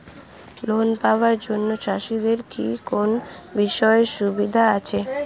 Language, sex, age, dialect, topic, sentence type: Bengali, female, 60-100, Standard Colloquial, agriculture, statement